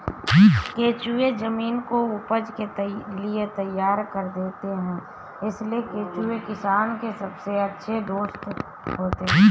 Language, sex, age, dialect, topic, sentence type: Hindi, female, 31-35, Awadhi Bundeli, agriculture, statement